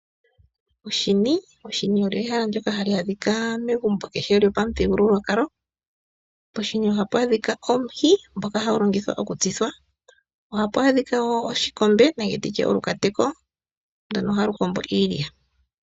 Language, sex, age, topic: Oshiwambo, female, 25-35, agriculture